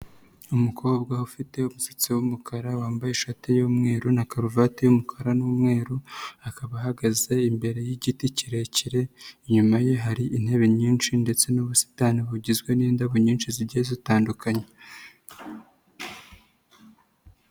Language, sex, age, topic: Kinyarwanda, male, 25-35, education